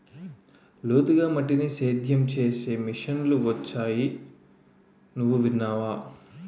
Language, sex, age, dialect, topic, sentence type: Telugu, male, 31-35, Utterandhra, agriculture, statement